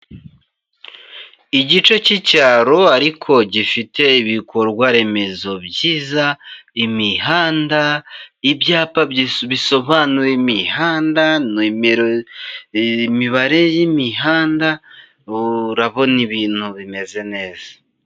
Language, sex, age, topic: Kinyarwanda, male, 25-35, government